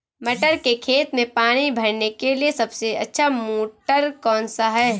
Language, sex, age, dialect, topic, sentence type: Hindi, female, 18-24, Kanauji Braj Bhasha, agriculture, question